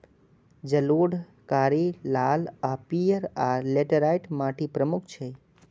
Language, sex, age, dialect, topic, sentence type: Maithili, male, 25-30, Eastern / Thethi, agriculture, statement